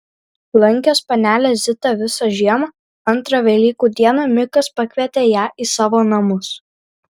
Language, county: Lithuanian, Vilnius